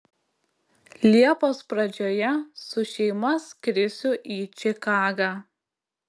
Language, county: Lithuanian, Klaipėda